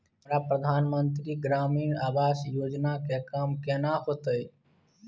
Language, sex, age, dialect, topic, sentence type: Maithili, male, 36-40, Bajjika, banking, question